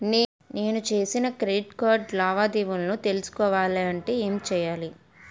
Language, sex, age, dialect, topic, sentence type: Telugu, female, 18-24, Utterandhra, banking, question